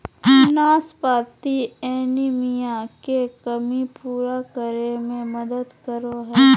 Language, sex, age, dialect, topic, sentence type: Magahi, female, 31-35, Southern, agriculture, statement